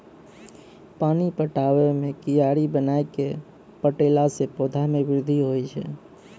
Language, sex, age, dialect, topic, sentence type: Maithili, male, 56-60, Angika, agriculture, question